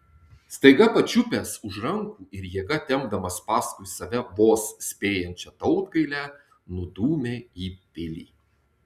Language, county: Lithuanian, Tauragė